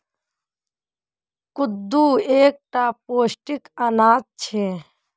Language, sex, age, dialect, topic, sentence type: Magahi, female, 25-30, Northeastern/Surjapuri, agriculture, statement